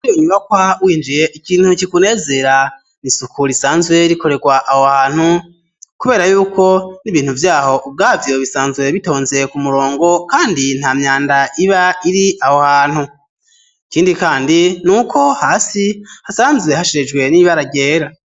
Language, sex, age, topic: Rundi, male, 25-35, education